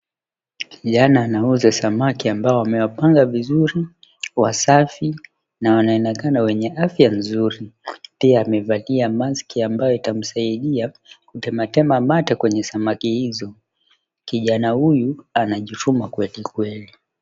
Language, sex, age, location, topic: Swahili, male, 25-35, Mombasa, agriculture